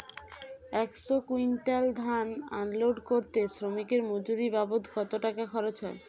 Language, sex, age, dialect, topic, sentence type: Bengali, male, 60-100, Western, agriculture, question